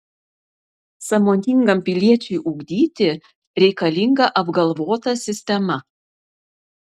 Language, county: Lithuanian, Vilnius